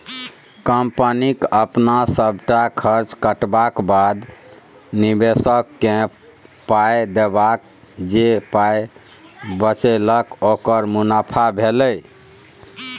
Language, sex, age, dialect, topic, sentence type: Maithili, male, 46-50, Bajjika, banking, statement